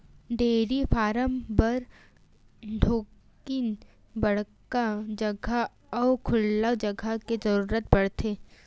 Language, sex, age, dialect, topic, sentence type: Chhattisgarhi, female, 18-24, Western/Budati/Khatahi, agriculture, statement